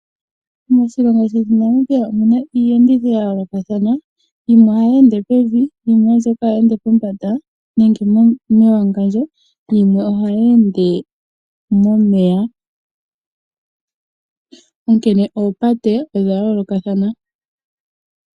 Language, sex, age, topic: Oshiwambo, female, 18-24, agriculture